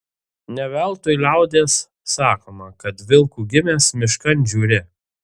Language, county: Lithuanian, Telšiai